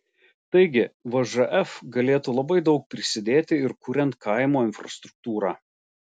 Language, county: Lithuanian, Alytus